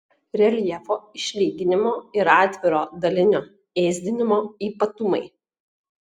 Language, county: Lithuanian, Klaipėda